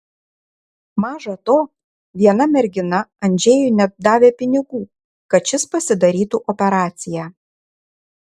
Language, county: Lithuanian, Šiauliai